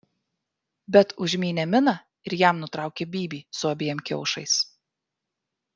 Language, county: Lithuanian, Vilnius